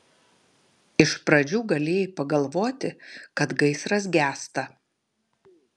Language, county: Lithuanian, Kaunas